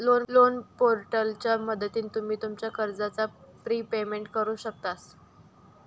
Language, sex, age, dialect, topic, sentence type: Marathi, female, 31-35, Southern Konkan, banking, statement